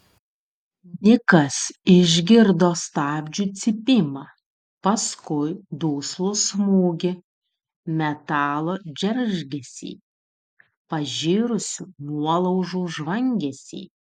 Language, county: Lithuanian, Utena